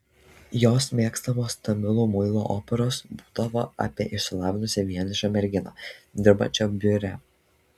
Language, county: Lithuanian, Šiauliai